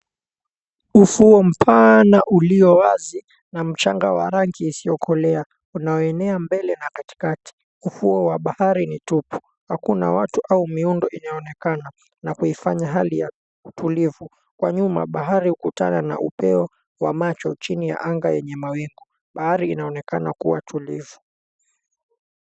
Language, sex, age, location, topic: Swahili, male, 18-24, Mombasa, government